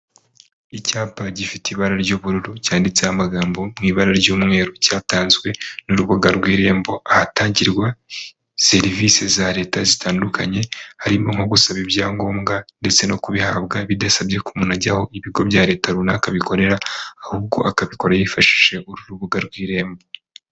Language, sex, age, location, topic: Kinyarwanda, male, 25-35, Kigali, government